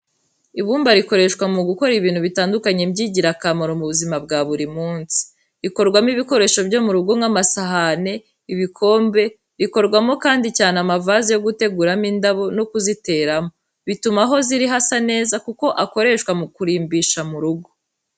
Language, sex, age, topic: Kinyarwanda, female, 18-24, education